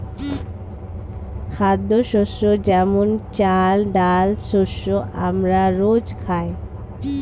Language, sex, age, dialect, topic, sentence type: Bengali, female, 25-30, Standard Colloquial, agriculture, statement